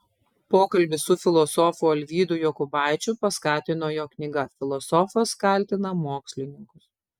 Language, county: Lithuanian, Telšiai